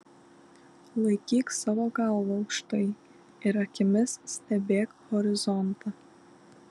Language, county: Lithuanian, Kaunas